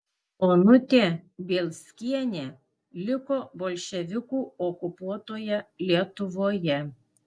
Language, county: Lithuanian, Klaipėda